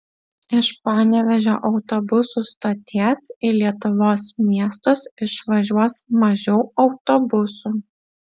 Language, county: Lithuanian, Utena